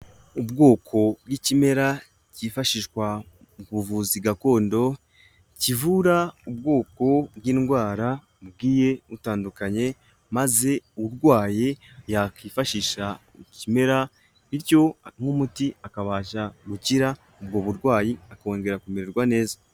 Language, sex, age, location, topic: Kinyarwanda, male, 18-24, Kigali, health